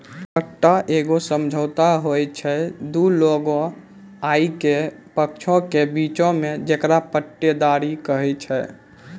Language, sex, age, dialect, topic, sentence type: Maithili, male, 18-24, Angika, banking, statement